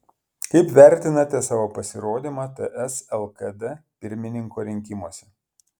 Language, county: Lithuanian, Klaipėda